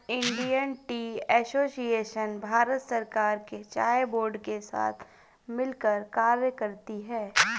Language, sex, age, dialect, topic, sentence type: Hindi, female, 25-30, Awadhi Bundeli, agriculture, statement